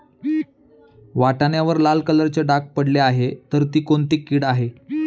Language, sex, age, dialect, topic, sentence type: Marathi, male, 31-35, Standard Marathi, agriculture, question